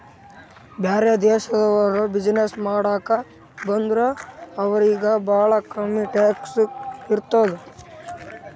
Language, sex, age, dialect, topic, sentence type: Kannada, male, 18-24, Northeastern, banking, statement